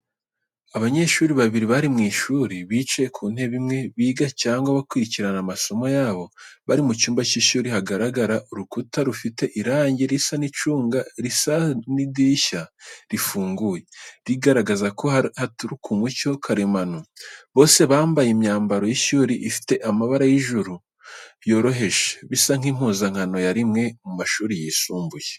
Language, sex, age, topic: Kinyarwanda, male, 18-24, education